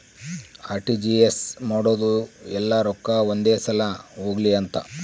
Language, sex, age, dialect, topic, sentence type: Kannada, male, 46-50, Central, banking, statement